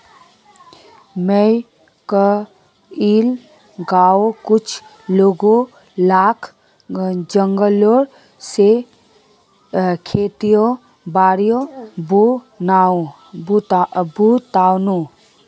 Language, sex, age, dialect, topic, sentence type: Magahi, female, 25-30, Northeastern/Surjapuri, agriculture, statement